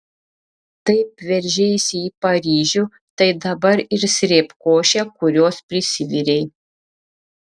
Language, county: Lithuanian, Šiauliai